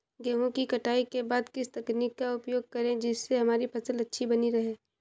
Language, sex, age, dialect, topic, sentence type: Hindi, female, 18-24, Awadhi Bundeli, agriculture, question